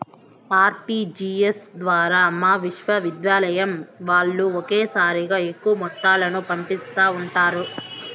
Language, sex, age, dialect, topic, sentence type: Telugu, male, 25-30, Southern, banking, statement